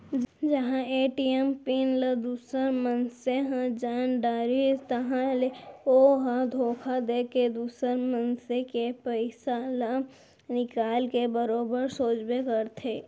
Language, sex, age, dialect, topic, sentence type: Chhattisgarhi, female, 18-24, Central, banking, statement